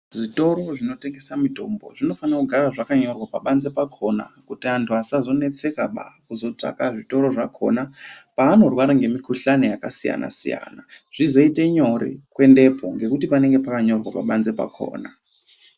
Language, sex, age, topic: Ndau, male, 18-24, health